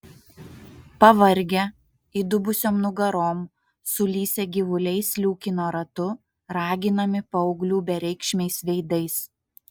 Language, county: Lithuanian, Utena